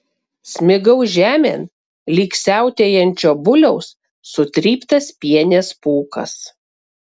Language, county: Lithuanian, Kaunas